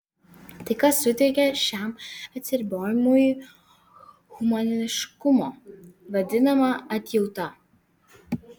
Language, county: Lithuanian, Vilnius